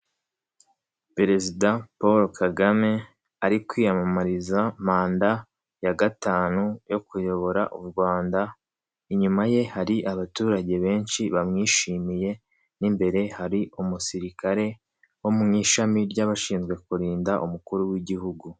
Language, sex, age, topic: Kinyarwanda, male, 25-35, government